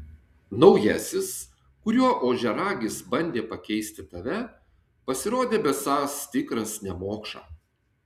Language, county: Lithuanian, Tauragė